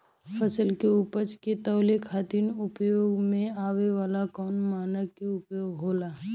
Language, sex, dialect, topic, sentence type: Bhojpuri, female, Southern / Standard, agriculture, question